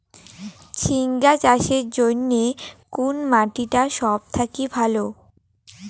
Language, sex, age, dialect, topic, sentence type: Bengali, female, 18-24, Rajbangshi, agriculture, question